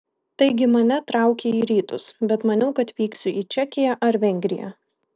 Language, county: Lithuanian, Kaunas